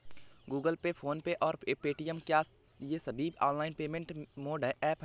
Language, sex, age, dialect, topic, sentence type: Hindi, male, 18-24, Awadhi Bundeli, banking, question